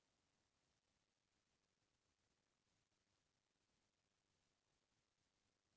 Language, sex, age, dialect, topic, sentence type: Chhattisgarhi, female, 36-40, Central, agriculture, statement